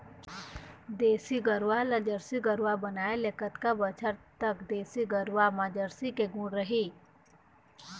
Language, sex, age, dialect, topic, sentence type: Chhattisgarhi, female, 25-30, Eastern, agriculture, question